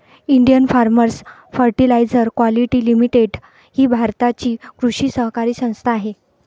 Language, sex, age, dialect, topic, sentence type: Marathi, female, 31-35, Varhadi, agriculture, statement